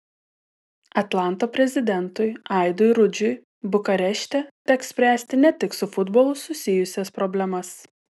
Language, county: Lithuanian, Telšiai